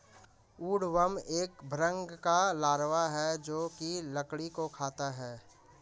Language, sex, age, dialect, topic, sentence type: Hindi, male, 25-30, Marwari Dhudhari, agriculture, statement